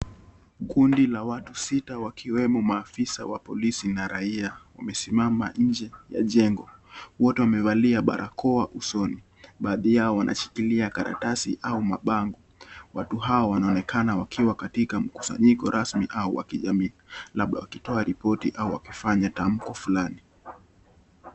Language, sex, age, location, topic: Swahili, male, 18-24, Kisii, health